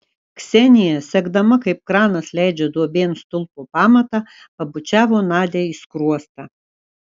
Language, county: Lithuanian, Kaunas